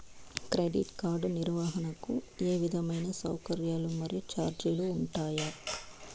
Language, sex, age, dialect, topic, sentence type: Telugu, female, 25-30, Southern, banking, question